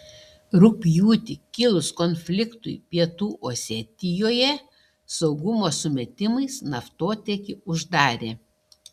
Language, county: Lithuanian, Šiauliai